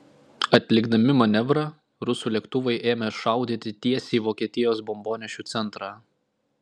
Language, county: Lithuanian, Klaipėda